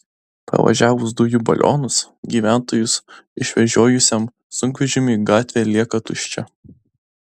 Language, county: Lithuanian, Klaipėda